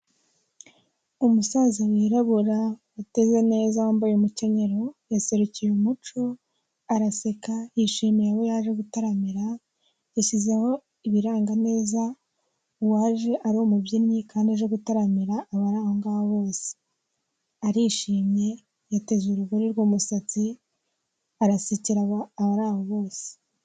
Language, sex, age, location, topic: Kinyarwanda, female, 18-24, Kigali, health